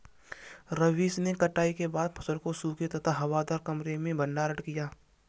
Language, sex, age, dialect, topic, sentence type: Hindi, male, 51-55, Kanauji Braj Bhasha, agriculture, statement